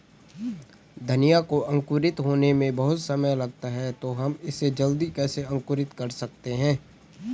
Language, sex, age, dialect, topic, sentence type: Hindi, male, 18-24, Garhwali, agriculture, question